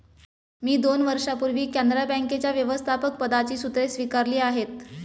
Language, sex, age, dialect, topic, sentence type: Marathi, female, 25-30, Standard Marathi, banking, statement